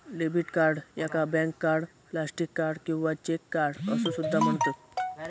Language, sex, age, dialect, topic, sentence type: Marathi, male, 18-24, Southern Konkan, banking, statement